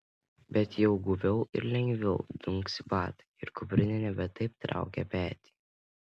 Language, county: Lithuanian, Panevėžys